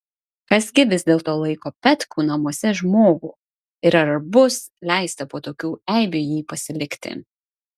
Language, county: Lithuanian, Vilnius